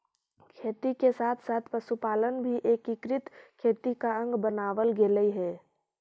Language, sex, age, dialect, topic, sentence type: Magahi, female, 18-24, Central/Standard, agriculture, statement